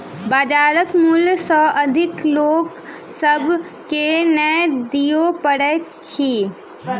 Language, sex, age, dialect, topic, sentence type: Maithili, female, 18-24, Southern/Standard, agriculture, statement